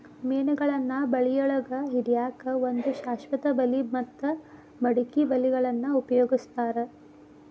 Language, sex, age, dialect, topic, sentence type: Kannada, female, 18-24, Dharwad Kannada, agriculture, statement